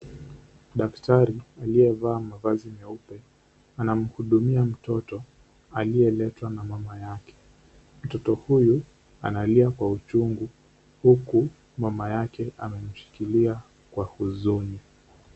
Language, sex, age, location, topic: Swahili, male, 18-24, Kisumu, health